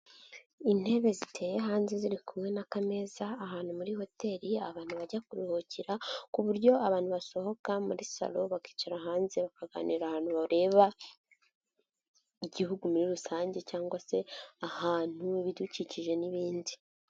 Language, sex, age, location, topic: Kinyarwanda, female, 18-24, Nyagatare, finance